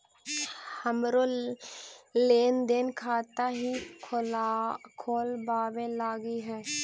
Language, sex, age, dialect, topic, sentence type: Magahi, female, 18-24, Central/Standard, banking, statement